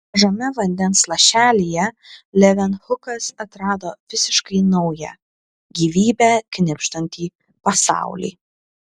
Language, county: Lithuanian, Klaipėda